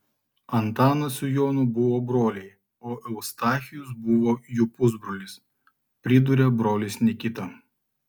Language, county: Lithuanian, Klaipėda